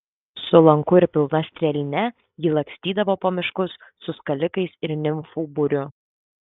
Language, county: Lithuanian, Kaunas